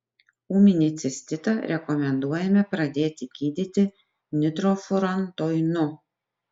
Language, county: Lithuanian, Utena